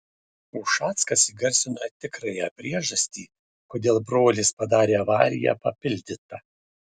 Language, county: Lithuanian, Šiauliai